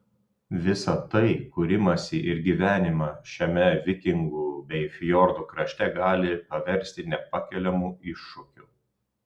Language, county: Lithuanian, Telšiai